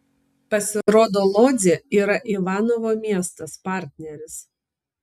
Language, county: Lithuanian, Kaunas